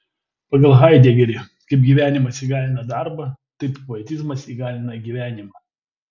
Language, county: Lithuanian, Vilnius